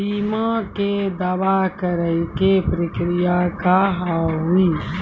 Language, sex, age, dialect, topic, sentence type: Maithili, female, 41-45, Angika, banking, question